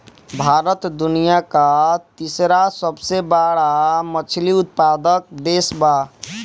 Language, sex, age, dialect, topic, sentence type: Bhojpuri, male, 18-24, Northern, agriculture, statement